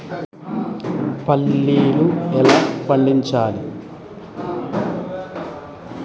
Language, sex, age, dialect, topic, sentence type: Telugu, male, 31-35, Telangana, agriculture, question